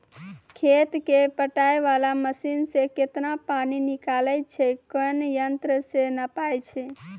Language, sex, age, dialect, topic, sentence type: Maithili, female, 18-24, Angika, agriculture, question